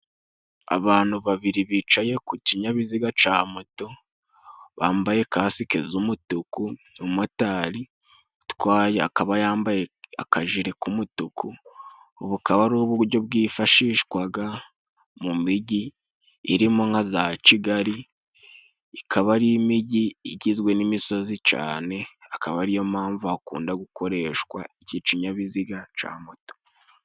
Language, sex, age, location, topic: Kinyarwanda, male, 18-24, Musanze, government